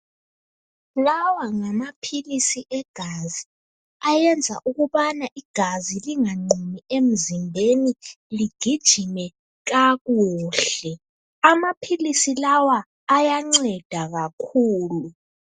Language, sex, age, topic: North Ndebele, female, 18-24, health